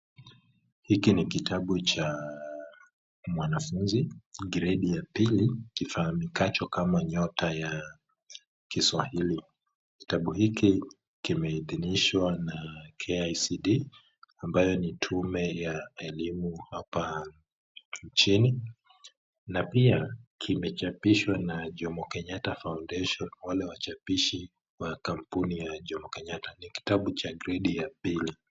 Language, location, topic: Swahili, Kisumu, education